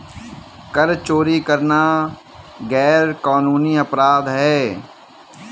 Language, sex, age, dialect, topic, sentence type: Hindi, male, 18-24, Kanauji Braj Bhasha, banking, statement